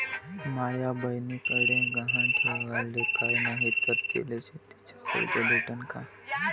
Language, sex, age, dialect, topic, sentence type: Marathi, male, 25-30, Varhadi, agriculture, statement